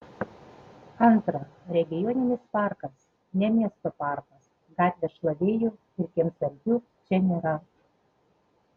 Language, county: Lithuanian, Panevėžys